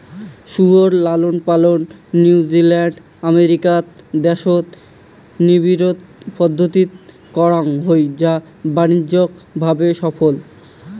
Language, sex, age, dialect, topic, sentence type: Bengali, male, 18-24, Rajbangshi, agriculture, statement